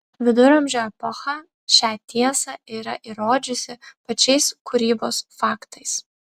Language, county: Lithuanian, Vilnius